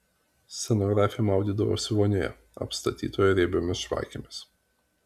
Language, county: Lithuanian, Vilnius